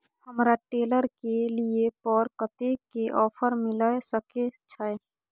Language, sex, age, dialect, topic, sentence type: Maithili, female, 41-45, Bajjika, agriculture, question